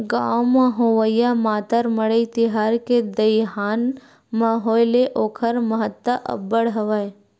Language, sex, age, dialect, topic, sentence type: Chhattisgarhi, female, 25-30, Western/Budati/Khatahi, agriculture, statement